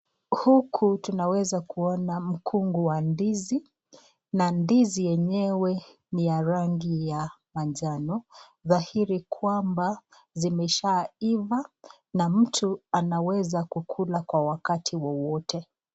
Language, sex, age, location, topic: Swahili, female, 36-49, Nakuru, agriculture